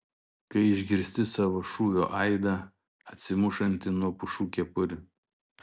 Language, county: Lithuanian, Šiauliai